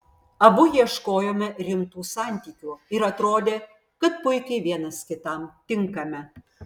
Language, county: Lithuanian, Vilnius